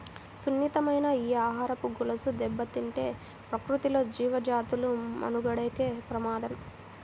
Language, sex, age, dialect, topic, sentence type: Telugu, female, 18-24, Central/Coastal, agriculture, statement